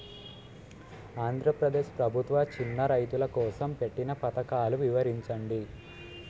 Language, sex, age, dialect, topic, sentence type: Telugu, male, 18-24, Utterandhra, agriculture, question